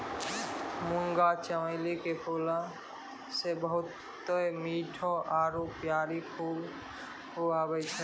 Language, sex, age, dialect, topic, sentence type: Maithili, male, 18-24, Angika, agriculture, statement